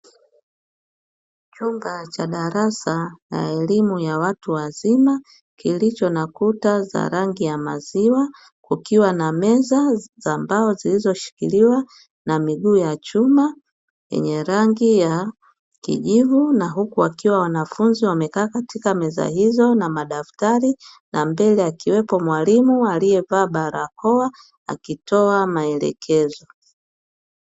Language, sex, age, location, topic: Swahili, female, 50+, Dar es Salaam, education